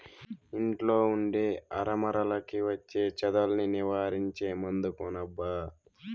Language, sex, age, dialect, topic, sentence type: Telugu, male, 18-24, Southern, agriculture, statement